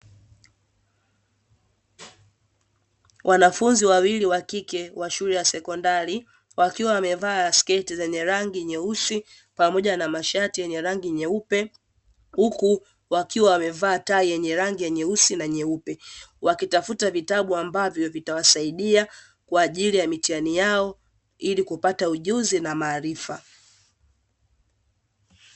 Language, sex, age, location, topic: Swahili, female, 18-24, Dar es Salaam, education